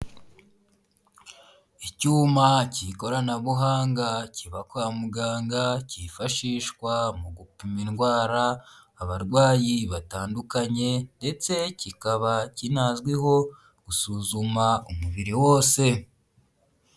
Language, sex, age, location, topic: Kinyarwanda, male, 25-35, Huye, health